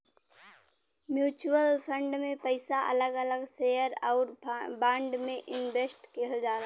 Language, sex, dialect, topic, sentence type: Bhojpuri, female, Western, banking, statement